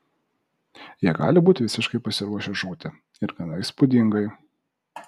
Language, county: Lithuanian, Vilnius